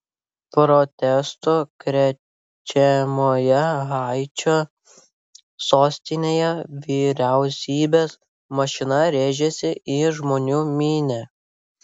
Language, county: Lithuanian, Vilnius